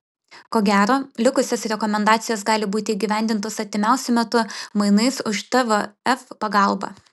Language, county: Lithuanian, Vilnius